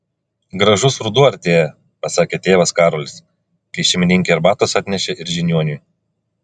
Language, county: Lithuanian, Klaipėda